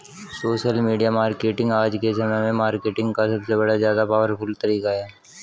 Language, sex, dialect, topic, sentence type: Hindi, male, Hindustani Malvi Khadi Boli, banking, statement